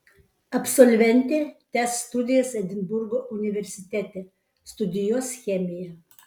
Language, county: Lithuanian, Vilnius